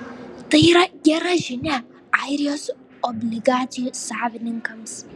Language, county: Lithuanian, Šiauliai